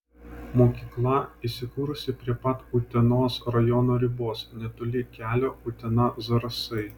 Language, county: Lithuanian, Vilnius